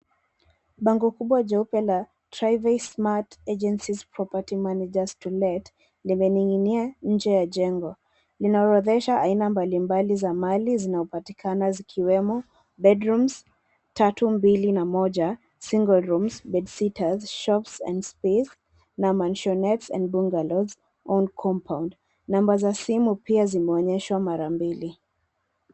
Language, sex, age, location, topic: Swahili, female, 25-35, Nairobi, finance